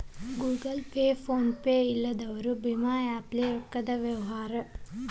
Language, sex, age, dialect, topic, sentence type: Kannada, male, 18-24, Dharwad Kannada, banking, question